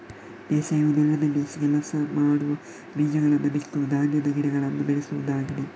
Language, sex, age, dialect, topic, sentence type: Kannada, male, 31-35, Coastal/Dakshin, agriculture, statement